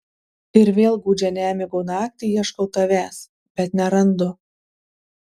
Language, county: Lithuanian, Marijampolė